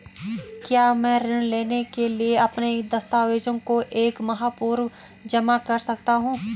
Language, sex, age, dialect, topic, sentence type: Hindi, female, 25-30, Garhwali, banking, question